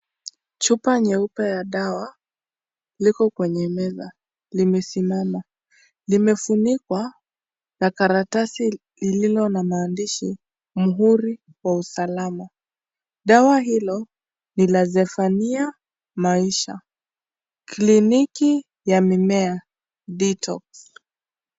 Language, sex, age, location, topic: Swahili, female, 18-24, Kisii, health